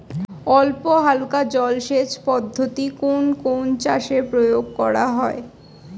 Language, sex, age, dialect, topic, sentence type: Bengali, female, 25-30, Standard Colloquial, agriculture, question